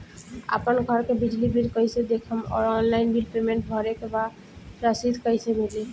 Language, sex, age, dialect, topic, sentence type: Bhojpuri, female, 18-24, Southern / Standard, banking, question